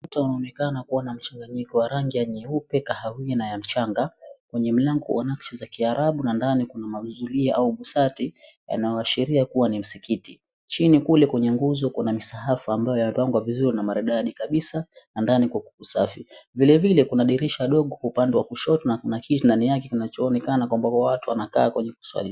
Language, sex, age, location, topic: Swahili, male, 18-24, Mombasa, government